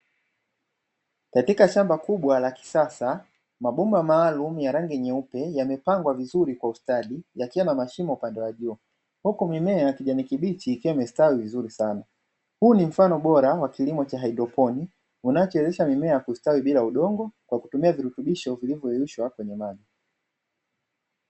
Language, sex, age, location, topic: Swahili, male, 25-35, Dar es Salaam, agriculture